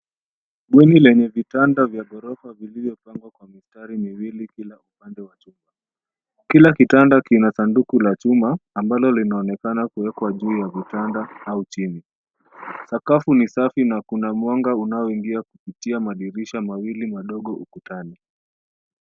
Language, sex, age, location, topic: Swahili, male, 25-35, Nairobi, education